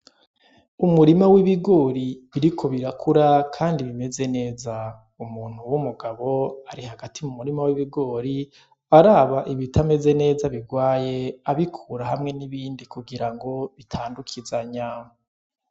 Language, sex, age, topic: Rundi, male, 25-35, agriculture